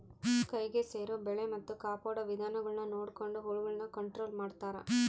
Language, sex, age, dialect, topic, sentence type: Kannada, female, 25-30, Central, agriculture, statement